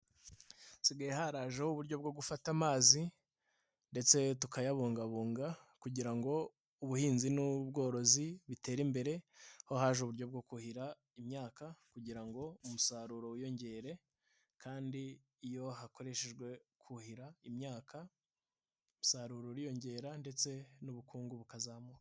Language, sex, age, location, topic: Kinyarwanda, male, 25-35, Nyagatare, agriculture